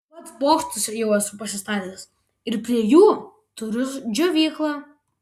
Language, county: Lithuanian, Vilnius